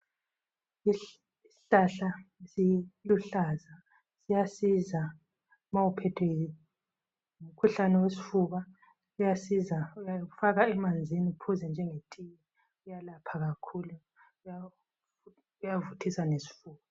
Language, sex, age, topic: North Ndebele, female, 36-49, health